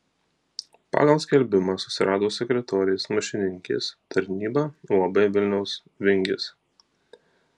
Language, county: Lithuanian, Marijampolė